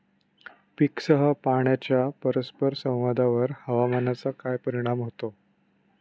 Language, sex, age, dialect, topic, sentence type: Marathi, male, 25-30, Standard Marathi, agriculture, question